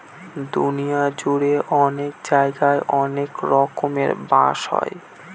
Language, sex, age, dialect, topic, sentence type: Bengali, male, 18-24, Northern/Varendri, agriculture, statement